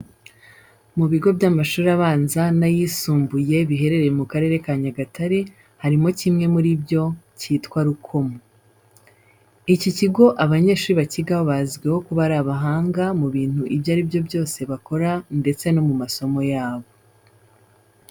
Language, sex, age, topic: Kinyarwanda, female, 25-35, education